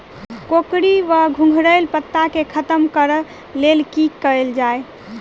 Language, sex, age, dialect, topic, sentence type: Maithili, female, 18-24, Southern/Standard, agriculture, question